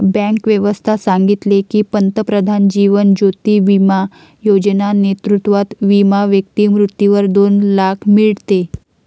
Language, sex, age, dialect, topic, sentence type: Marathi, female, 51-55, Varhadi, banking, statement